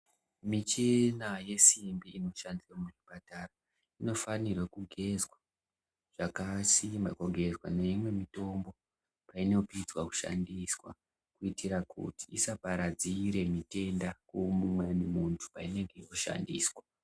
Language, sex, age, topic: Ndau, male, 18-24, health